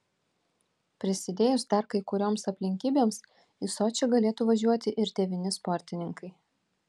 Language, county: Lithuanian, Vilnius